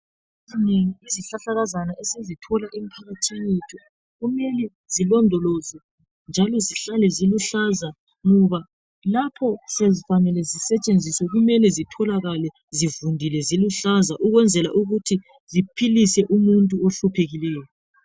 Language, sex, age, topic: North Ndebele, female, 36-49, health